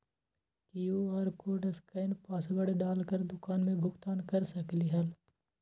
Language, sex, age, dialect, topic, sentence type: Magahi, male, 18-24, Western, banking, question